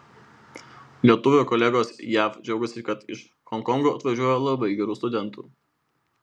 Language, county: Lithuanian, Vilnius